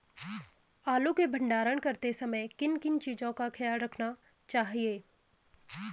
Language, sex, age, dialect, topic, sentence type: Hindi, female, 25-30, Garhwali, agriculture, question